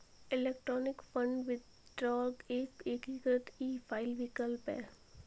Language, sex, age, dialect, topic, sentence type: Hindi, female, 18-24, Marwari Dhudhari, banking, statement